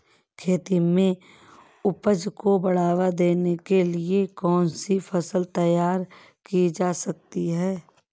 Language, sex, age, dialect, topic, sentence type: Hindi, female, 31-35, Awadhi Bundeli, agriculture, question